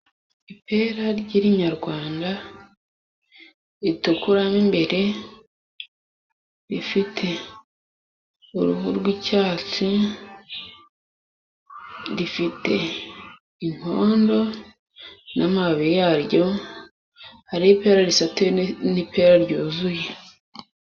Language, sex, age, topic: Kinyarwanda, female, 25-35, agriculture